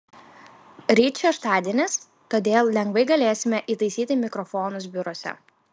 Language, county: Lithuanian, Klaipėda